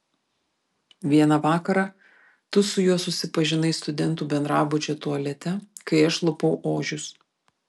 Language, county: Lithuanian, Vilnius